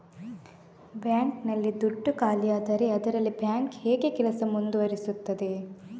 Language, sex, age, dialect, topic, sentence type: Kannada, female, 31-35, Coastal/Dakshin, banking, question